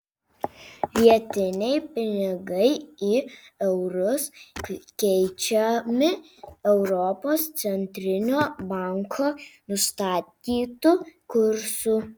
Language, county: Lithuanian, Vilnius